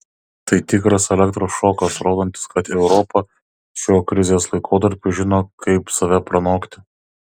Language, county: Lithuanian, Kaunas